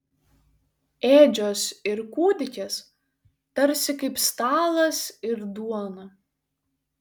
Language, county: Lithuanian, Šiauliai